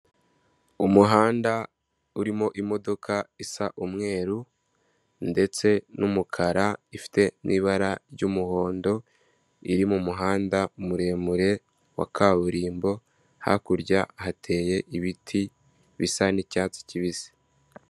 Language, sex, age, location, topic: Kinyarwanda, male, 18-24, Kigali, government